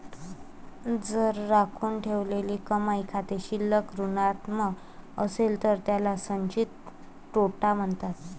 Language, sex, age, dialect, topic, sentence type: Marathi, male, 18-24, Varhadi, banking, statement